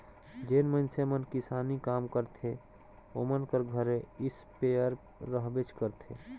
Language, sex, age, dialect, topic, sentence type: Chhattisgarhi, male, 31-35, Northern/Bhandar, agriculture, statement